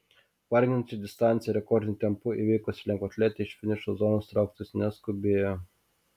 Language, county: Lithuanian, Kaunas